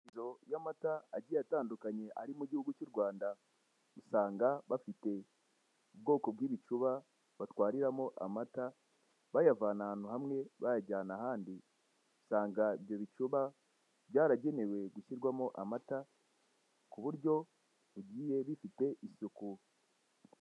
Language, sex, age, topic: Kinyarwanda, male, 18-24, finance